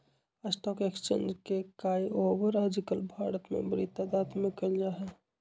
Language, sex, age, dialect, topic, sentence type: Magahi, male, 25-30, Western, banking, statement